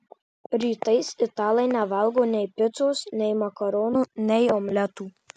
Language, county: Lithuanian, Marijampolė